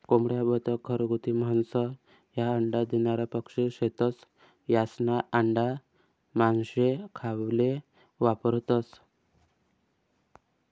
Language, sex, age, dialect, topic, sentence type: Marathi, male, 18-24, Northern Konkan, agriculture, statement